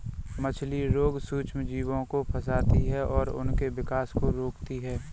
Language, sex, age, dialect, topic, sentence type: Hindi, male, 25-30, Kanauji Braj Bhasha, agriculture, statement